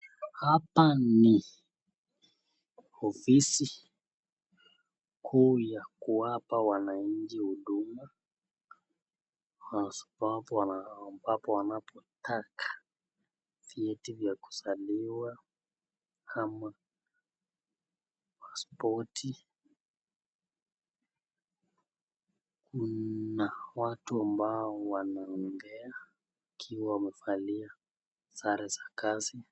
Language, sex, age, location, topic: Swahili, male, 25-35, Nakuru, government